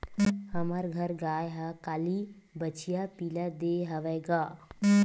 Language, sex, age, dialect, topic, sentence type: Chhattisgarhi, female, 25-30, Western/Budati/Khatahi, agriculture, statement